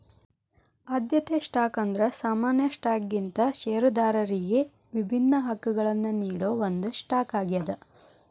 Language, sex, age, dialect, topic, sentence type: Kannada, female, 25-30, Dharwad Kannada, banking, statement